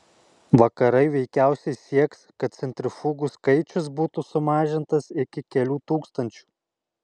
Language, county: Lithuanian, Alytus